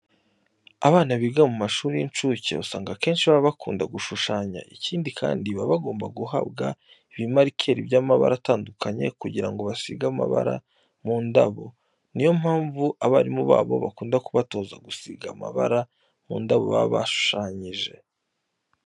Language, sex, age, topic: Kinyarwanda, male, 25-35, education